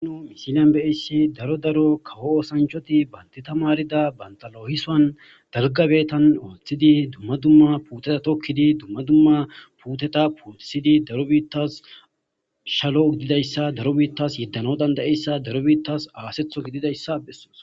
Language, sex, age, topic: Gamo, male, 18-24, agriculture